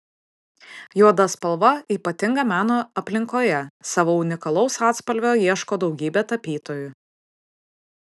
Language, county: Lithuanian, Vilnius